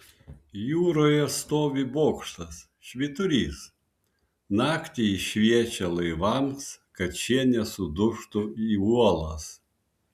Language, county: Lithuanian, Vilnius